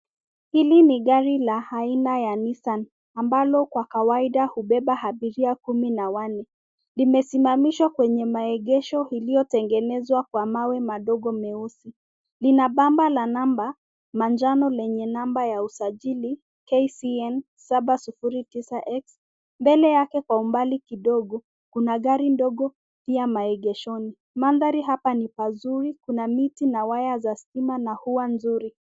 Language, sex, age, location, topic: Swahili, female, 25-35, Nakuru, finance